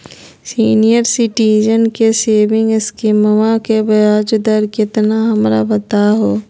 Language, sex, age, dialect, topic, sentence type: Magahi, female, 25-30, Southern, banking, statement